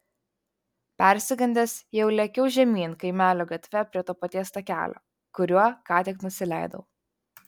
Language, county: Lithuanian, Vilnius